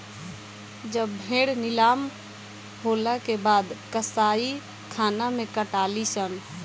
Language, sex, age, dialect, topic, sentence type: Bhojpuri, female, 18-24, Southern / Standard, agriculture, statement